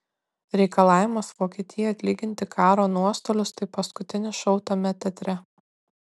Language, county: Lithuanian, Kaunas